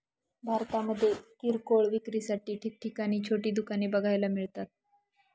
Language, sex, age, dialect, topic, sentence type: Marathi, female, 25-30, Northern Konkan, agriculture, statement